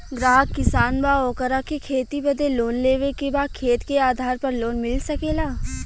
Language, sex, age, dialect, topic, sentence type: Bhojpuri, female, 18-24, Western, banking, question